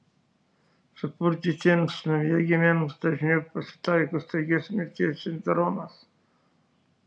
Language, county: Lithuanian, Šiauliai